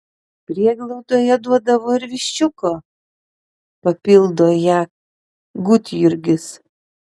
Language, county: Lithuanian, Panevėžys